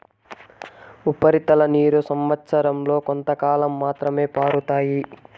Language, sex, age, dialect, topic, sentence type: Telugu, male, 18-24, Southern, agriculture, statement